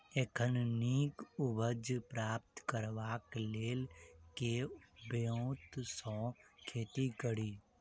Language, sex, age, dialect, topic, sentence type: Maithili, male, 51-55, Southern/Standard, agriculture, question